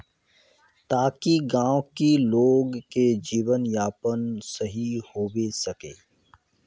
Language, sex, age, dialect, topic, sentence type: Magahi, male, 31-35, Northeastern/Surjapuri, banking, question